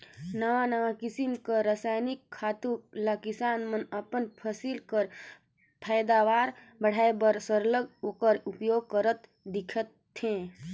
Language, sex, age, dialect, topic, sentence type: Chhattisgarhi, female, 25-30, Northern/Bhandar, agriculture, statement